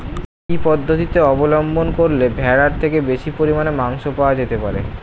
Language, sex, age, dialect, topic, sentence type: Bengali, male, 18-24, Standard Colloquial, agriculture, question